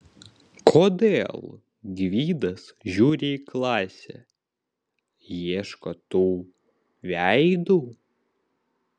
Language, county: Lithuanian, Vilnius